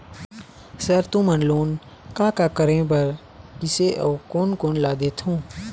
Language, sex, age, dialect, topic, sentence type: Chhattisgarhi, male, 18-24, Eastern, banking, question